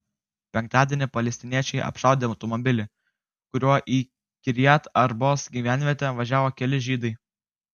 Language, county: Lithuanian, Kaunas